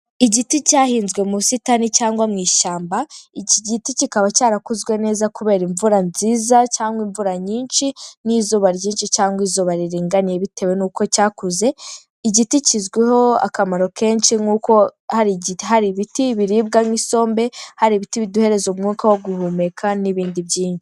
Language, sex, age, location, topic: Kinyarwanda, female, 18-24, Kigali, health